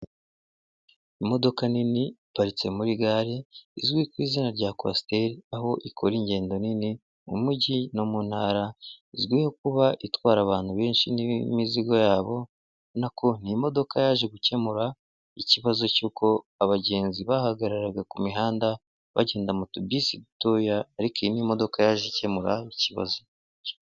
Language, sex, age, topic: Kinyarwanda, male, 18-24, government